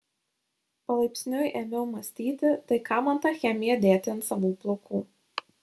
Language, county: Lithuanian, Šiauliai